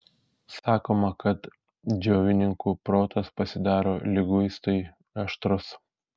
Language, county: Lithuanian, Šiauliai